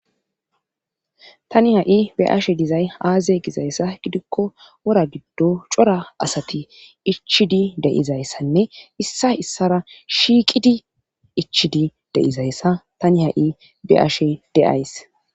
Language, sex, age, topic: Gamo, female, 25-35, government